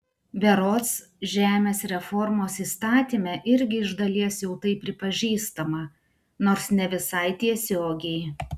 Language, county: Lithuanian, Klaipėda